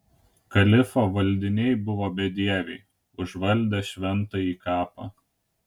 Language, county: Lithuanian, Kaunas